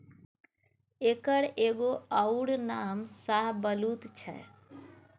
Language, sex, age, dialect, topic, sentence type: Maithili, female, 36-40, Bajjika, agriculture, statement